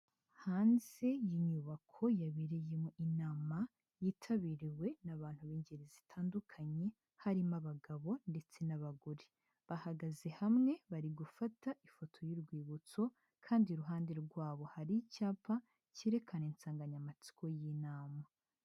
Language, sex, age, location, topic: Kinyarwanda, female, 18-24, Huye, health